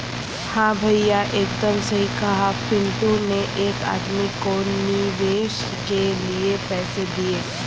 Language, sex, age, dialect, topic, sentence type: Hindi, female, 31-35, Kanauji Braj Bhasha, banking, statement